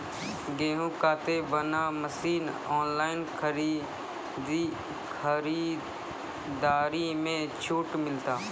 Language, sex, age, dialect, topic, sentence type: Maithili, female, 36-40, Angika, agriculture, question